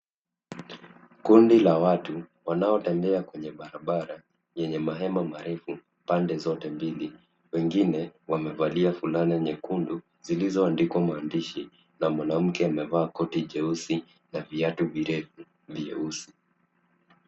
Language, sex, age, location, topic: Swahili, male, 25-35, Nairobi, health